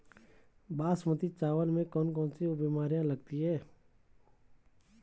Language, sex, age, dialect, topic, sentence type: Hindi, male, 36-40, Garhwali, agriculture, question